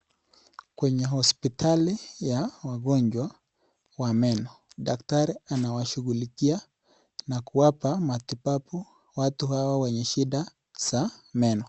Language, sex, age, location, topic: Swahili, male, 18-24, Nakuru, health